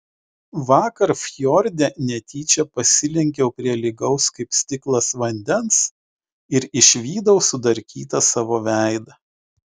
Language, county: Lithuanian, Utena